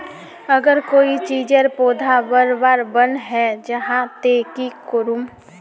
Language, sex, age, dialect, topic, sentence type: Magahi, female, 18-24, Northeastern/Surjapuri, agriculture, question